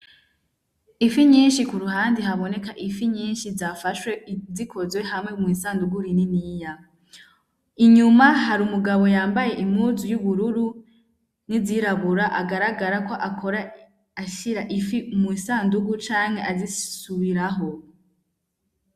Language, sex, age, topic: Rundi, female, 18-24, agriculture